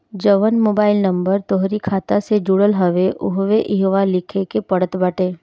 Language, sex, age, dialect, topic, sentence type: Bhojpuri, female, 18-24, Northern, banking, statement